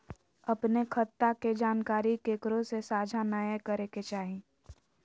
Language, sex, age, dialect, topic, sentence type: Magahi, female, 18-24, Southern, banking, statement